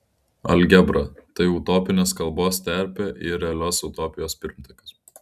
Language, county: Lithuanian, Klaipėda